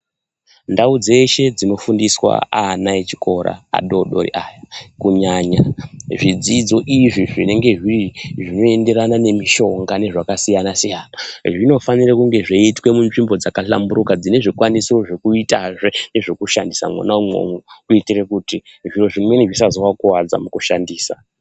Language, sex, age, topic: Ndau, male, 25-35, education